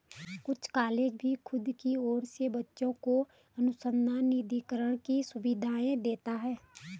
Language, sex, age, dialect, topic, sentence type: Hindi, female, 31-35, Garhwali, banking, statement